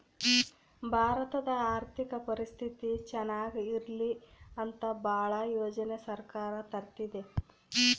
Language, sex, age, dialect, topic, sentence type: Kannada, female, 36-40, Central, banking, statement